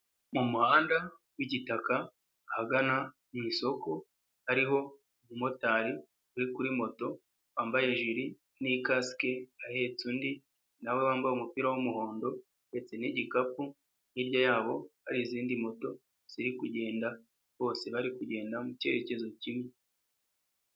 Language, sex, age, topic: Kinyarwanda, male, 25-35, finance